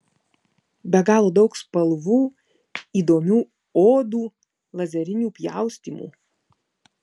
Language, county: Lithuanian, Vilnius